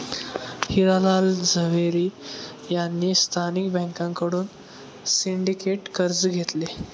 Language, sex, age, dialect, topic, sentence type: Marathi, male, 18-24, Standard Marathi, banking, statement